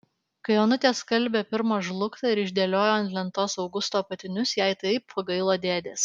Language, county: Lithuanian, Alytus